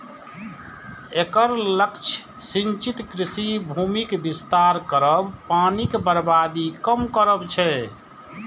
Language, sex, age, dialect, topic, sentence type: Maithili, male, 46-50, Eastern / Thethi, agriculture, statement